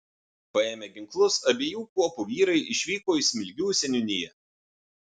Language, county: Lithuanian, Vilnius